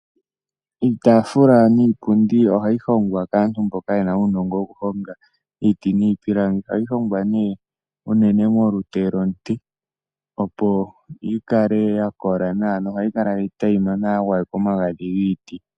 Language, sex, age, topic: Oshiwambo, male, 18-24, finance